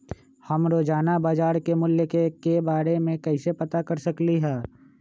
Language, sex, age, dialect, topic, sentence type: Magahi, male, 46-50, Western, agriculture, question